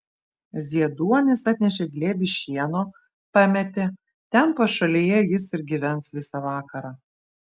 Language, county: Lithuanian, Vilnius